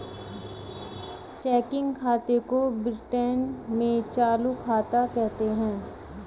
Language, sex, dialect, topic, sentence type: Hindi, female, Hindustani Malvi Khadi Boli, banking, statement